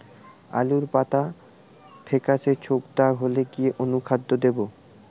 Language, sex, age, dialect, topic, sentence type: Bengali, male, 18-24, Western, agriculture, question